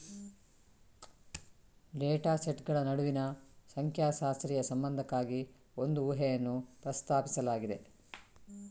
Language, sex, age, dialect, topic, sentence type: Kannada, female, 18-24, Coastal/Dakshin, banking, statement